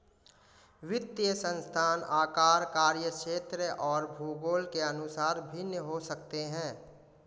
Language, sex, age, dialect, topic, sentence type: Hindi, male, 25-30, Marwari Dhudhari, banking, statement